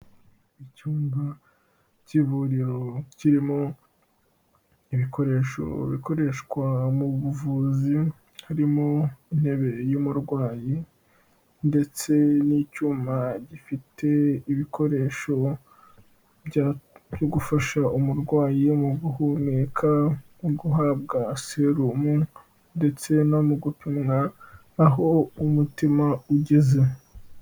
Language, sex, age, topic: Kinyarwanda, male, 18-24, health